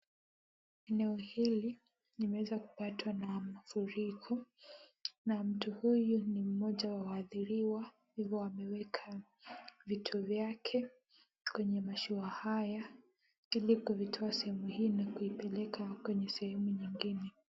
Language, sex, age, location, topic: Swahili, female, 18-24, Kisumu, health